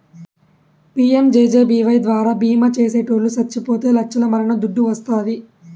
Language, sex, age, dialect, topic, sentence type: Telugu, male, 18-24, Southern, banking, statement